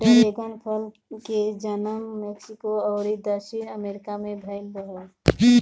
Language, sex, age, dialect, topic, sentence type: Bhojpuri, female, 25-30, Northern, agriculture, statement